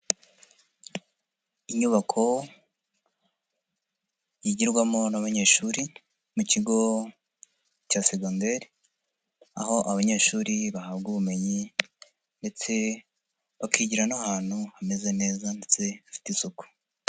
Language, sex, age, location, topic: Kinyarwanda, female, 50+, Nyagatare, education